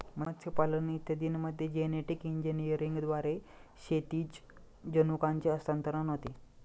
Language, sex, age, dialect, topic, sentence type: Marathi, male, 25-30, Standard Marathi, agriculture, statement